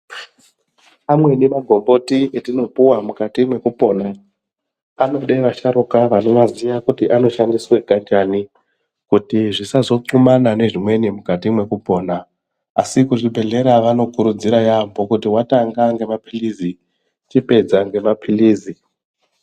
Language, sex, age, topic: Ndau, male, 25-35, health